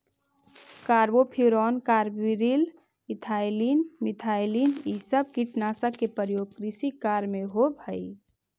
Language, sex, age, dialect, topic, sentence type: Magahi, female, 18-24, Central/Standard, banking, statement